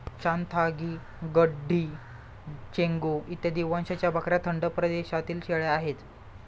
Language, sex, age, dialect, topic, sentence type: Marathi, male, 25-30, Standard Marathi, agriculture, statement